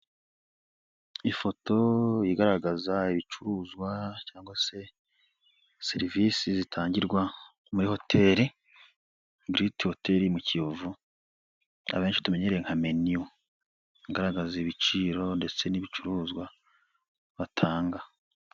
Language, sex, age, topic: Kinyarwanda, male, 25-35, finance